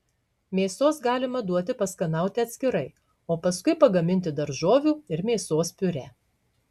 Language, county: Lithuanian, Marijampolė